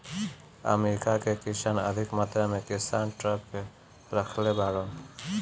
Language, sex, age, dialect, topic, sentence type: Bhojpuri, male, 25-30, Northern, agriculture, statement